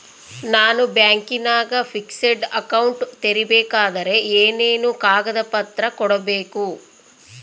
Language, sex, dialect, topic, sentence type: Kannada, female, Central, banking, question